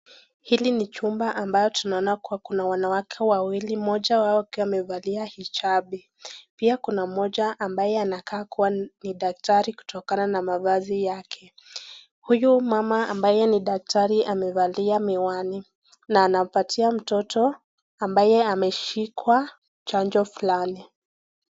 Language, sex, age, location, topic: Swahili, female, 18-24, Nakuru, health